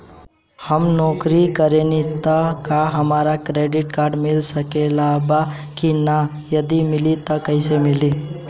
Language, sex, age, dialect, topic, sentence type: Bhojpuri, male, 18-24, Southern / Standard, banking, question